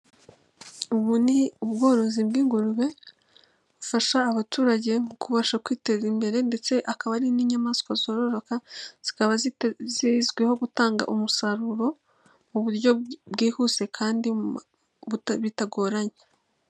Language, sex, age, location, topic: Kinyarwanda, female, 18-24, Nyagatare, agriculture